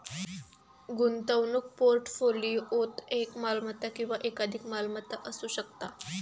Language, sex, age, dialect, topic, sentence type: Marathi, female, 18-24, Southern Konkan, banking, statement